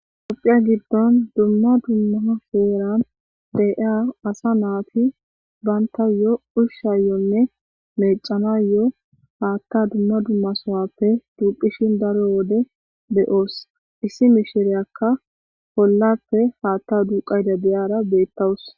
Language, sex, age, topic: Gamo, female, 25-35, government